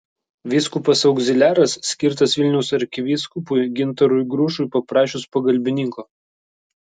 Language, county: Lithuanian, Vilnius